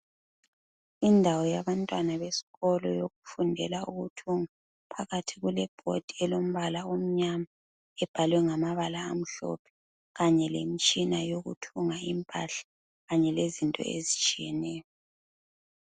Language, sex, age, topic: North Ndebele, male, 25-35, education